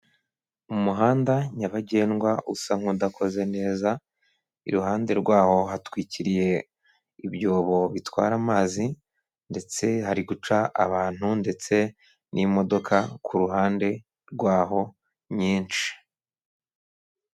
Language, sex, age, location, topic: Kinyarwanda, male, 25-35, Kigali, government